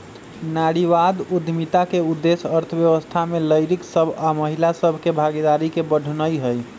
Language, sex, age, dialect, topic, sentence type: Magahi, male, 25-30, Western, banking, statement